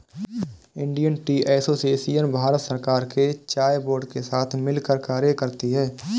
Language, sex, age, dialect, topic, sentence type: Hindi, male, 18-24, Awadhi Bundeli, agriculture, statement